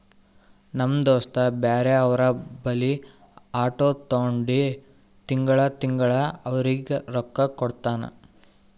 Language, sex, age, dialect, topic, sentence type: Kannada, male, 18-24, Northeastern, banking, statement